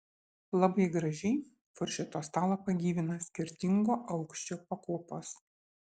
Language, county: Lithuanian, Šiauliai